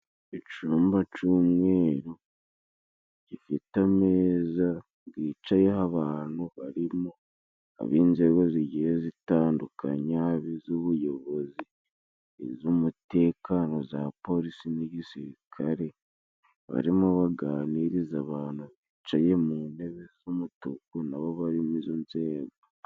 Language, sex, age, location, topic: Kinyarwanda, male, 18-24, Musanze, government